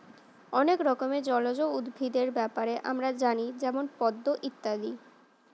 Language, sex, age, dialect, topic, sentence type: Bengali, female, 18-24, Standard Colloquial, agriculture, statement